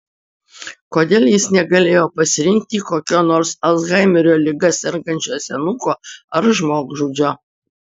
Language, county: Lithuanian, Utena